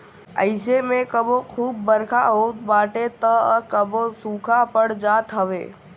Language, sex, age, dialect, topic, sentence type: Bhojpuri, male, 60-100, Northern, agriculture, statement